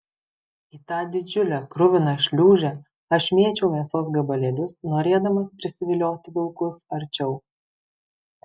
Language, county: Lithuanian, Vilnius